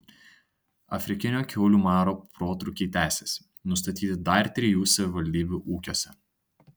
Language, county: Lithuanian, Tauragė